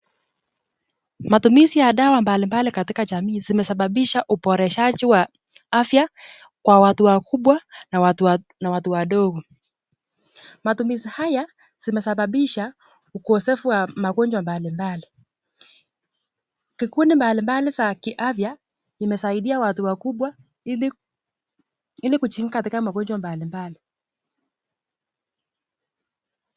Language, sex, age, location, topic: Swahili, female, 18-24, Nakuru, health